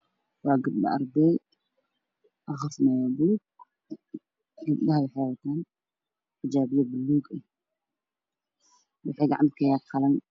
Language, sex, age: Somali, male, 18-24